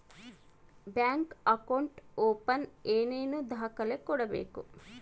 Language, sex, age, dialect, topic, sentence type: Kannada, female, 36-40, Central, banking, question